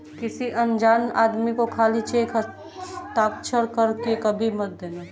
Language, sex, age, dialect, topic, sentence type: Hindi, female, 18-24, Kanauji Braj Bhasha, banking, statement